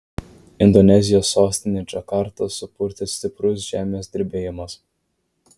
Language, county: Lithuanian, Vilnius